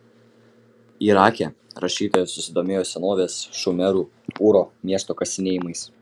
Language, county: Lithuanian, Kaunas